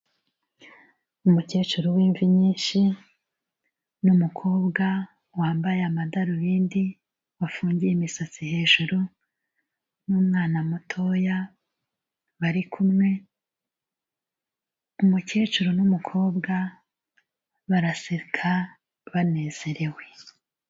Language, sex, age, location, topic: Kinyarwanda, female, 36-49, Kigali, health